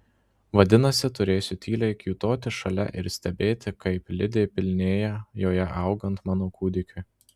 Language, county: Lithuanian, Marijampolė